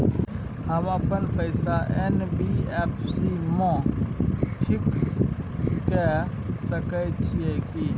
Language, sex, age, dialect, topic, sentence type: Maithili, male, 31-35, Bajjika, banking, question